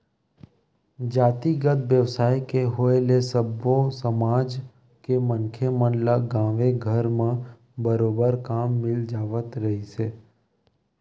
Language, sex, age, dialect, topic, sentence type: Chhattisgarhi, male, 31-35, Western/Budati/Khatahi, banking, statement